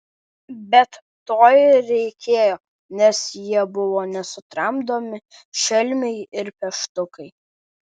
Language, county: Lithuanian, Alytus